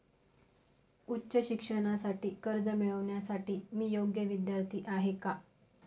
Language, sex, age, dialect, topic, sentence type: Marathi, female, 25-30, Northern Konkan, banking, statement